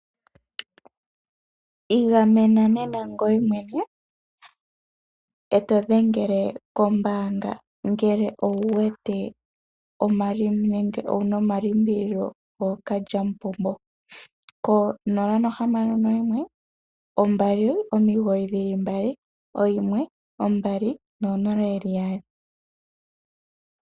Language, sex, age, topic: Oshiwambo, female, 18-24, finance